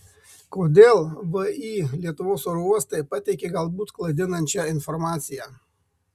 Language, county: Lithuanian, Marijampolė